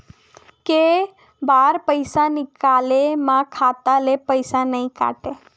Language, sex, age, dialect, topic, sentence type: Chhattisgarhi, female, 18-24, Western/Budati/Khatahi, banking, question